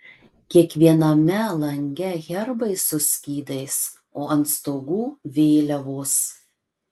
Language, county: Lithuanian, Marijampolė